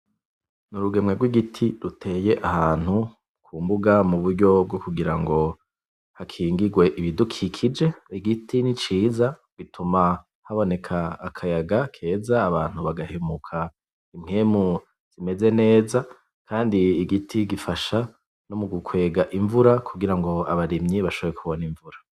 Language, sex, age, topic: Rundi, male, 25-35, agriculture